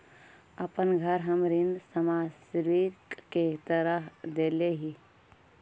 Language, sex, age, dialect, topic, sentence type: Magahi, male, 31-35, Central/Standard, banking, statement